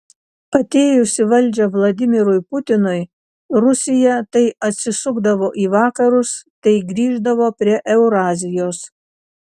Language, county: Lithuanian, Kaunas